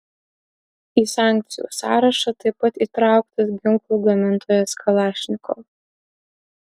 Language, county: Lithuanian, Utena